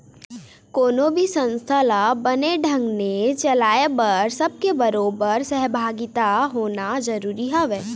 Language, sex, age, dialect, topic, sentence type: Chhattisgarhi, female, 41-45, Eastern, banking, statement